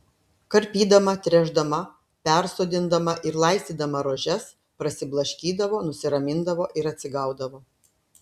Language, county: Lithuanian, Klaipėda